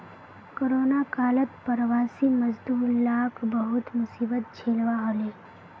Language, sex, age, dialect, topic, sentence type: Magahi, female, 18-24, Northeastern/Surjapuri, agriculture, statement